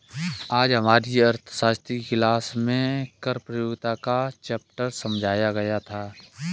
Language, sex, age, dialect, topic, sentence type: Hindi, male, 25-30, Kanauji Braj Bhasha, banking, statement